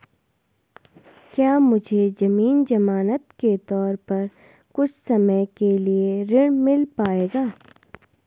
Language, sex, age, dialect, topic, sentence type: Hindi, female, 18-24, Garhwali, banking, question